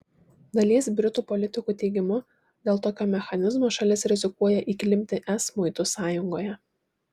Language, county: Lithuanian, Šiauliai